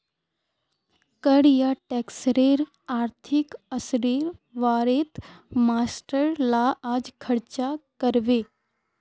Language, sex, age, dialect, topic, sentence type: Magahi, female, 18-24, Northeastern/Surjapuri, banking, statement